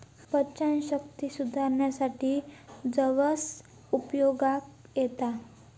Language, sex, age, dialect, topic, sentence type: Marathi, female, 31-35, Southern Konkan, agriculture, statement